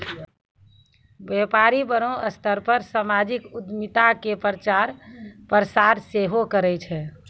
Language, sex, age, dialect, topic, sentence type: Maithili, female, 51-55, Angika, banking, statement